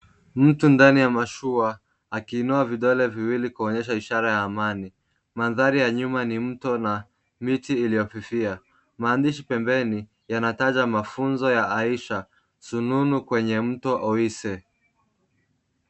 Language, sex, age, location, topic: Swahili, male, 18-24, Kisumu, education